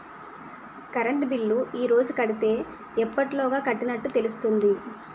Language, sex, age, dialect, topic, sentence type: Telugu, female, 25-30, Utterandhra, banking, question